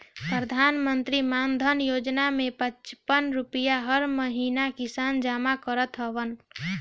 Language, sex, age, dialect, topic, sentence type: Bhojpuri, female, 25-30, Northern, agriculture, statement